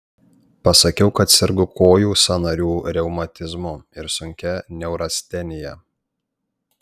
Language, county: Lithuanian, Panevėžys